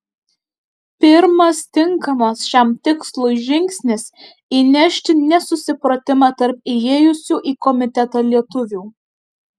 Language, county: Lithuanian, Alytus